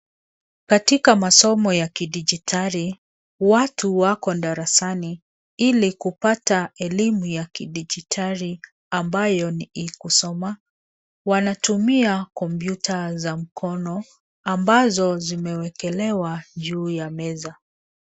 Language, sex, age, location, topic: Swahili, female, 36-49, Nairobi, education